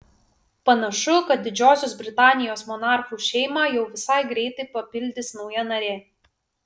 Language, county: Lithuanian, Vilnius